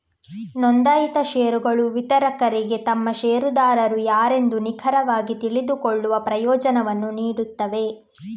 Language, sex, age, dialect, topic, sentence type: Kannada, female, 18-24, Coastal/Dakshin, banking, statement